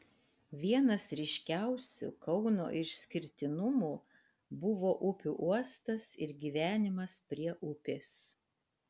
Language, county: Lithuanian, Panevėžys